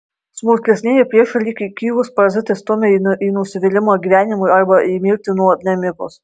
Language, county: Lithuanian, Marijampolė